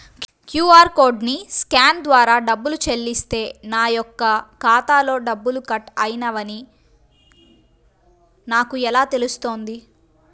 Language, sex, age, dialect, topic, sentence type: Telugu, female, 51-55, Central/Coastal, banking, question